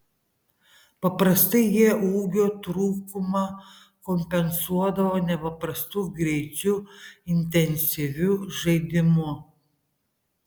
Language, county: Lithuanian, Panevėžys